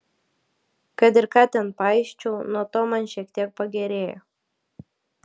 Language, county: Lithuanian, Klaipėda